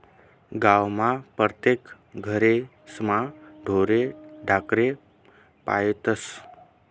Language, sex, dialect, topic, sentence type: Marathi, male, Northern Konkan, agriculture, statement